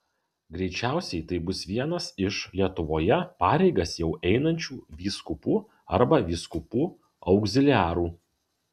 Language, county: Lithuanian, Kaunas